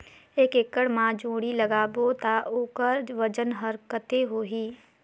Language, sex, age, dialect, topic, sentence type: Chhattisgarhi, female, 18-24, Northern/Bhandar, agriculture, question